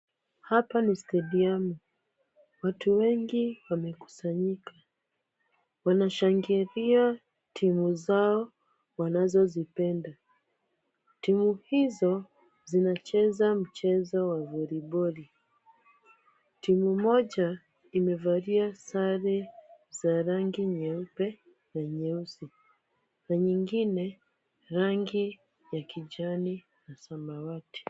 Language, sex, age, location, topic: Swahili, female, 25-35, Kisumu, government